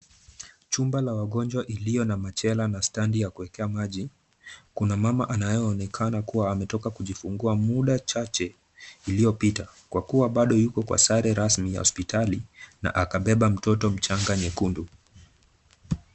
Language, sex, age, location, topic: Swahili, male, 18-24, Kisumu, health